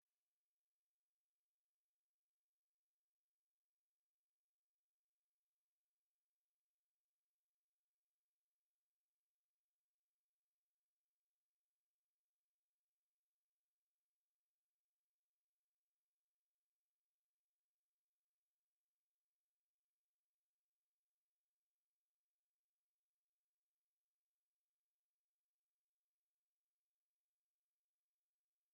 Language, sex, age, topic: Kinyarwanda, male, 18-24, education